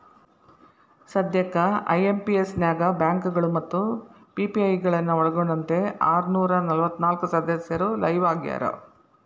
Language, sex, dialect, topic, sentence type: Kannada, female, Dharwad Kannada, banking, statement